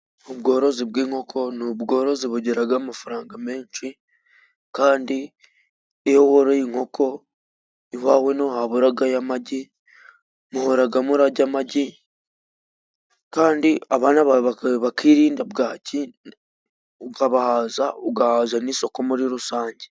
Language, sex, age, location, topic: Kinyarwanda, female, 36-49, Musanze, agriculture